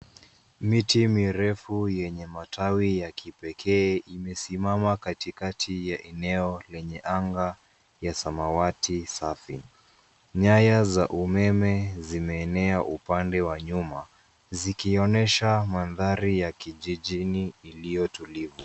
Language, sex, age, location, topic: Swahili, male, 25-35, Nairobi, government